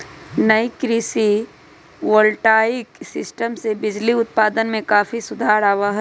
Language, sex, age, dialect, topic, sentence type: Magahi, female, 25-30, Western, agriculture, statement